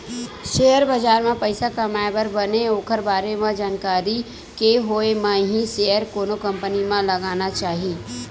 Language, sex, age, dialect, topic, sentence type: Chhattisgarhi, female, 18-24, Western/Budati/Khatahi, banking, statement